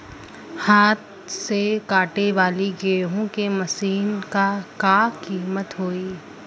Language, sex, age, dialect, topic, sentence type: Bhojpuri, female, <18, Western, agriculture, question